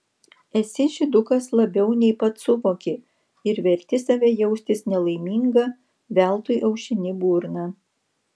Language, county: Lithuanian, Vilnius